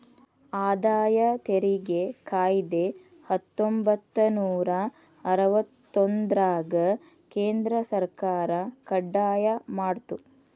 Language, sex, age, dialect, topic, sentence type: Kannada, female, 36-40, Dharwad Kannada, banking, statement